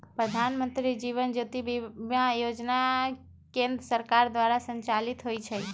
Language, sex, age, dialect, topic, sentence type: Magahi, female, 18-24, Western, banking, statement